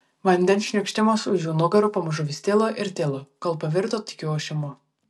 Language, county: Lithuanian, Vilnius